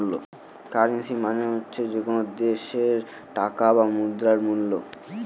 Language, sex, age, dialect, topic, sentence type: Bengali, male, 18-24, Northern/Varendri, banking, statement